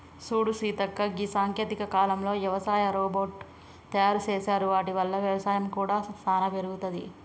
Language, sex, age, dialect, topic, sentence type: Telugu, female, 18-24, Telangana, agriculture, statement